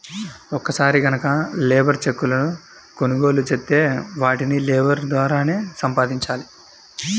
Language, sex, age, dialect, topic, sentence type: Telugu, male, 25-30, Central/Coastal, banking, statement